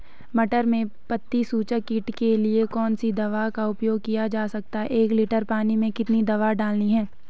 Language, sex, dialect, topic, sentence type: Hindi, female, Garhwali, agriculture, question